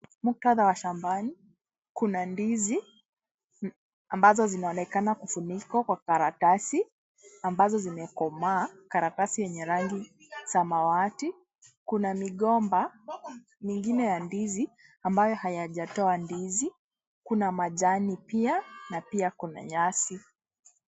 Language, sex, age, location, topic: Swahili, female, 18-24, Kisii, agriculture